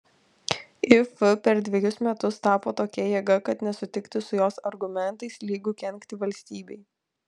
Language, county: Lithuanian, Alytus